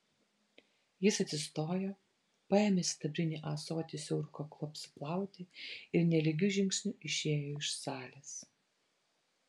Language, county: Lithuanian, Vilnius